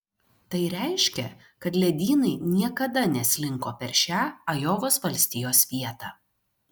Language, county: Lithuanian, Šiauliai